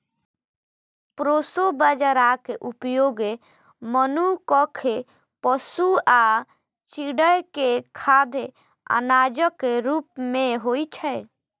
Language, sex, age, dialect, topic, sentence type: Maithili, female, 25-30, Eastern / Thethi, agriculture, statement